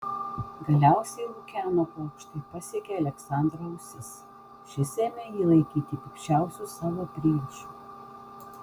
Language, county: Lithuanian, Vilnius